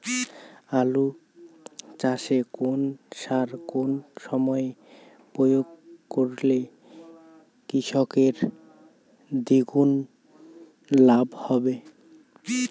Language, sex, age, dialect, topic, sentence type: Bengali, male, 18-24, Rajbangshi, agriculture, question